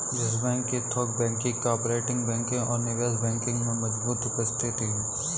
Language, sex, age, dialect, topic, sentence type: Hindi, male, 18-24, Kanauji Braj Bhasha, banking, statement